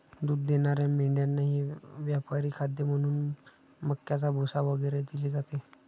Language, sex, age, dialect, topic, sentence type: Marathi, male, 60-100, Standard Marathi, agriculture, statement